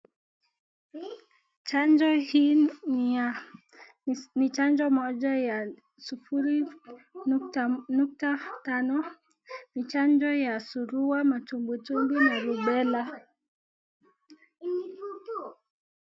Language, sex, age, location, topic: Swahili, female, 18-24, Nakuru, health